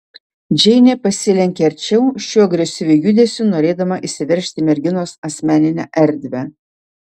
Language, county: Lithuanian, Šiauliai